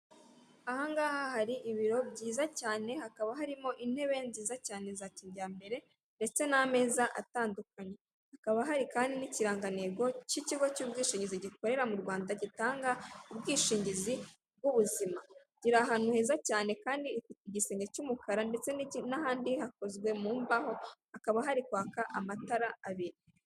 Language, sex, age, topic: Kinyarwanda, female, 36-49, finance